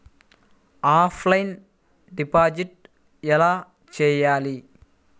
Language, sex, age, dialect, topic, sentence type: Telugu, male, 41-45, Central/Coastal, banking, question